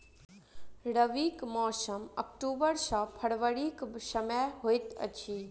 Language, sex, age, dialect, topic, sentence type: Maithili, female, 18-24, Southern/Standard, agriculture, statement